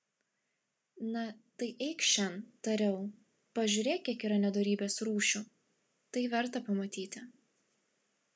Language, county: Lithuanian, Klaipėda